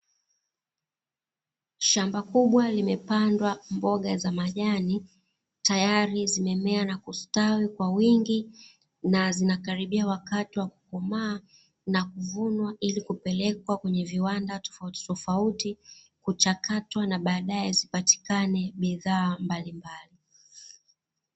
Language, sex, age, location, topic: Swahili, female, 36-49, Dar es Salaam, agriculture